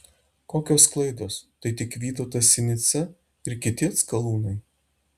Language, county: Lithuanian, Šiauliai